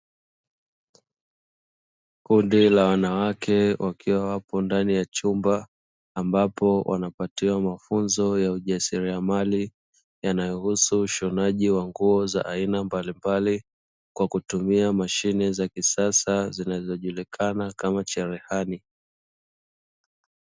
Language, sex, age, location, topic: Swahili, male, 25-35, Dar es Salaam, education